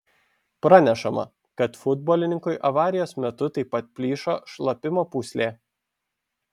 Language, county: Lithuanian, Šiauliai